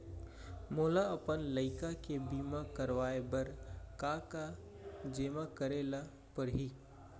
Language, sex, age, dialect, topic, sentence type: Chhattisgarhi, male, 25-30, Central, banking, question